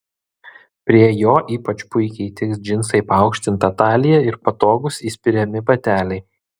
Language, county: Lithuanian, Vilnius